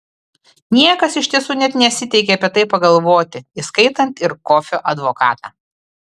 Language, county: Lithuanian, Klaipėda